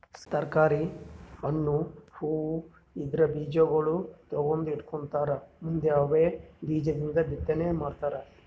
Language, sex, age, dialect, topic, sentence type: Kannada, male, 31-35, Northeastern, agriculture, statement